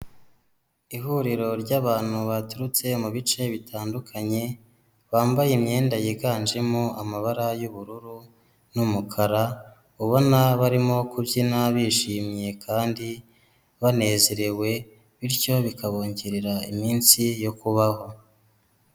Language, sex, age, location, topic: Kinyarwanda, female, 18-24, Kigali, health